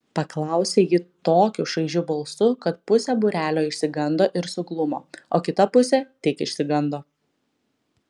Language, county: Lithuanian, Klaipėda